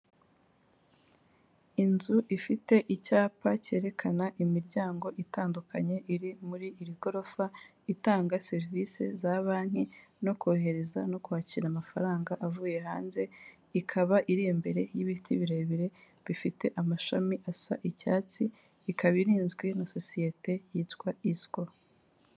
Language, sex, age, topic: Kinyarwanda, female, 18-24, finance